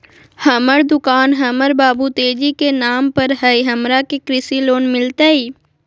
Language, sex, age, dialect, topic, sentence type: Magahi, female, 18-24, Southern, banking, question